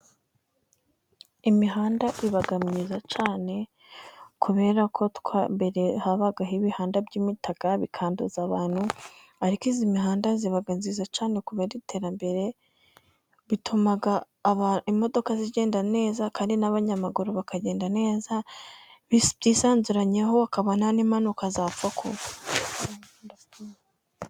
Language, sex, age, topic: Kinyarwanda, female, 18-24, government